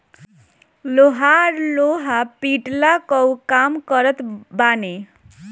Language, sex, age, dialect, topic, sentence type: Bhojpuri, male, 31-35, Northern, banking, statement